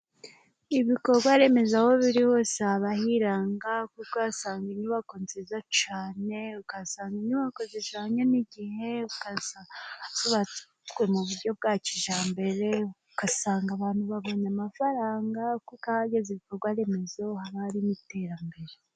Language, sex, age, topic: Kinyarwanda, female, 25-35, government